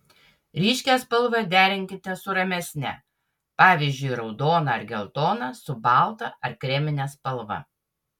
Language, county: Lithuanian, Utena